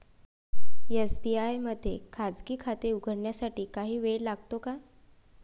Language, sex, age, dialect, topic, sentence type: Marathi, female, 25-30, Varhadi, banking, statement